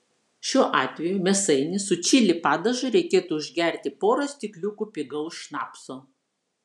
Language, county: Lithuanian, Vilnius